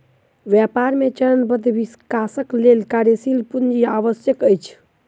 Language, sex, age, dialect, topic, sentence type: Maithili, male, 18-24, Southern/Standard, banking, statement